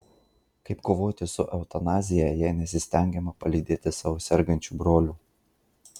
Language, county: Lithuanian, Marijampolė